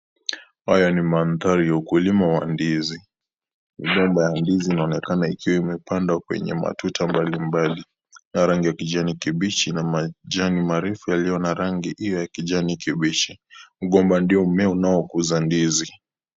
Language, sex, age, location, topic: Swahili, male, 18-24, Kisii, agriculture